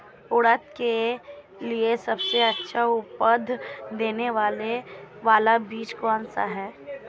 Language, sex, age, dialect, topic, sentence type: Hindi, female, 25-30, Marwari Dhudhari, agriculture, question